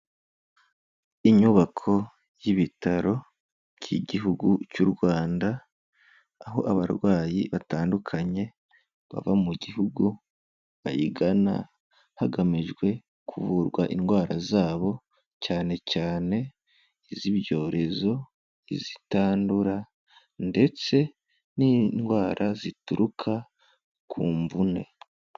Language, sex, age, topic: Kinyarwanda, male, 18-24, health